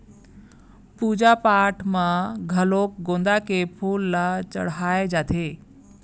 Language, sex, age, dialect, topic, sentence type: Chhattisgarhi, female, 41-45, Eastern, agriculture, statement